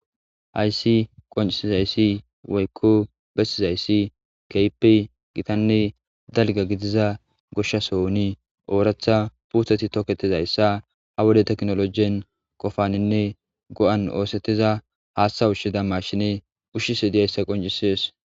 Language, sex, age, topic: Gamo, male, 25-35, agriculture